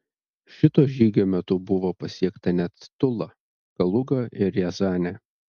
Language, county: Lithuanian, Telšiai